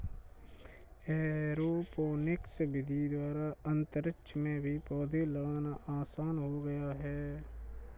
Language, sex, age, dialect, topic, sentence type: Hindi, male, 46-50, Kanauji Braj Bhasha, agriculture, statement